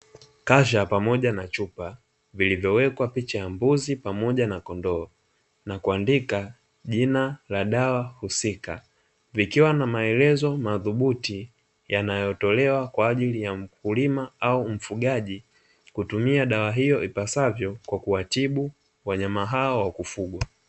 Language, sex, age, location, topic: Swahili, male, 25-35, Dar es Salaam, agriculture